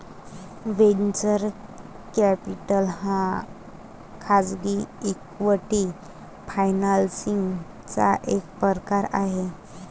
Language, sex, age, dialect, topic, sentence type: Marathi, female, 25-30, Varhadi, banking, statement